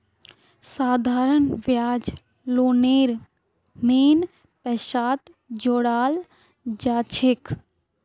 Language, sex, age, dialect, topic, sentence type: Magahi, female, 18-24, Northeastern/Surjapuri, banking, statement